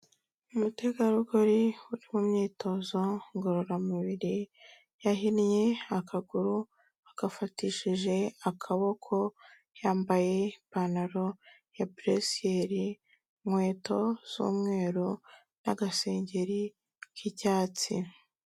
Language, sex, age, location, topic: Kinyarwanda, female, 25-35, Kigali, health